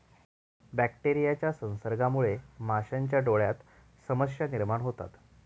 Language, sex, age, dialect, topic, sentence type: Marathi, male, 36-40, Standard Marathi, agriculture, statement